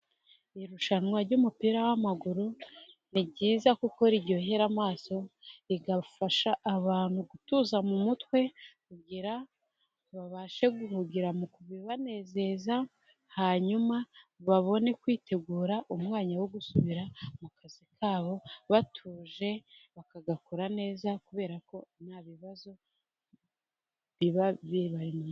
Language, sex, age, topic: Kinyarwanda, female, 18-24, government